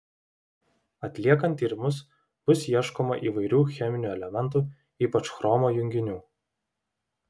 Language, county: Lithuanian, Vilnius